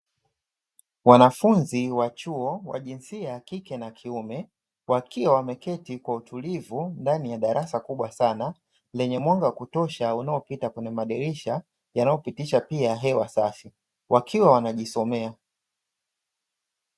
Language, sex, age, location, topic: Swahili, male, 25-35, Dar es Salaam, education